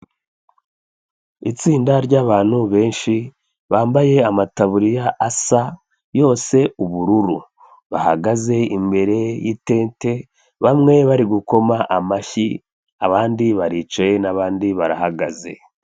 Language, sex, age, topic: Kinyarwanda, female, 25-35, health